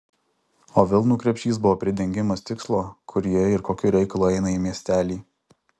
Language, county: Lithuanian, Alytus